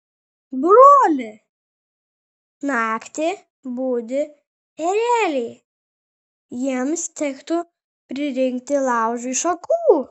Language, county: Lithuanian, Vilnius